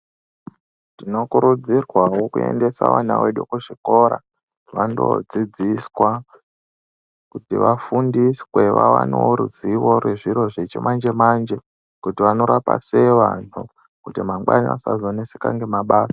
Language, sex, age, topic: Ndau, male, 18-24, education